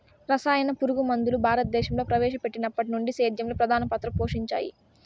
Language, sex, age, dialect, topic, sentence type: Telugu, female, 18-24, Southern, agriculture, statement